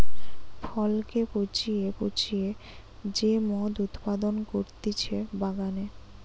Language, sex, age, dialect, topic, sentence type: Bengali, female, 18-24, Western, agriculture, statement